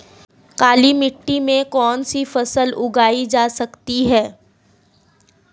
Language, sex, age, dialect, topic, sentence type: Hindi, female, 18-24, Marwari Dhudhari, agriculture, question